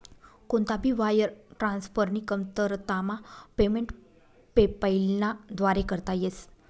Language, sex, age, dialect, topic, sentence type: Marathi, female, 46-50, Northern Konkan, banking, statement